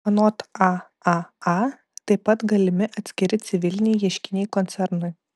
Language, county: Lithuanian, Vilnius